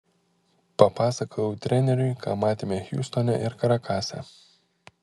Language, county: Lithuanian, Panevėžys